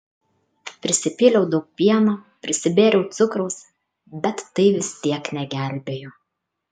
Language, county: Lithuanian, Kaunas